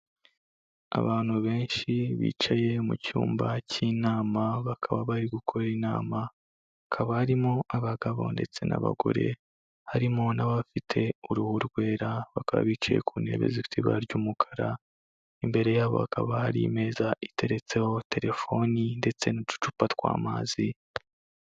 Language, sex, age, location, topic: Kinyarwanda, male, 25-35, Kigali, health